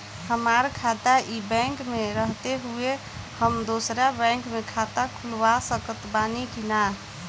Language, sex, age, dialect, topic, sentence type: Bhojpuri, female, 18-24, Southern / Standard, banking, question